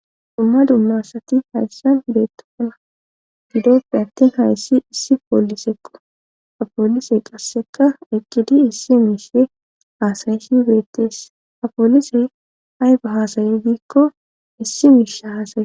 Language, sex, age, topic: Gamo, female, 18-24, government